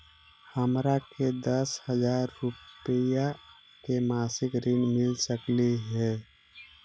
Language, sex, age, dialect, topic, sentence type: Magahi, male, 60-100, Central/Standard, banking, question